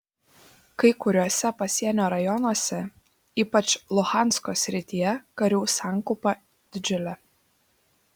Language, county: Lithuanian, Šiauliai